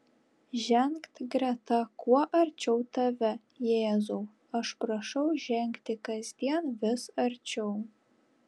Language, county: Lithuanian, Telšiai